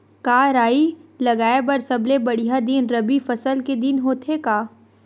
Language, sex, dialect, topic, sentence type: Chhattisgarhi, female, Western/Budati/Khatahi, agriculture, question